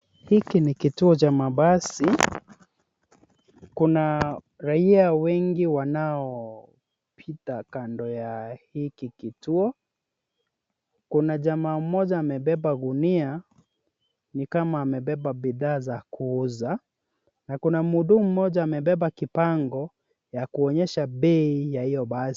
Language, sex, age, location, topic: Swahili, male, 36-49, Nairobi, government